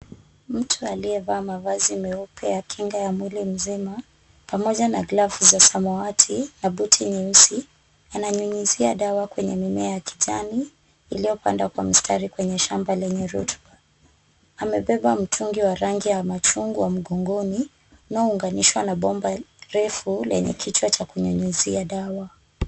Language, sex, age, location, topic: Swahili, female, 25-35, Kisumu, health